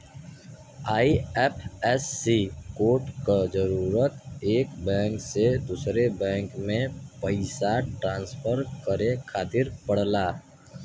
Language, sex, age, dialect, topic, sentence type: Bhojpuri, male, 60-100, Western, banking, statement